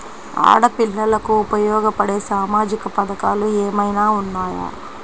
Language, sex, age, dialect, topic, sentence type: Telugu, female, 25-30, Central/Coastal, banking, statement